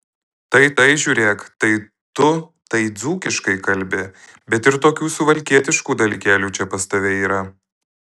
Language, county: Lithuanian, Alytus